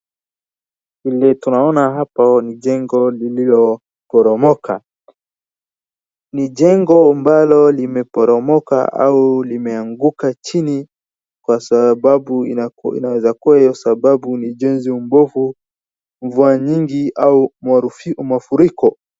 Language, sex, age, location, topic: Swahili, male, 18-24, Wajir, health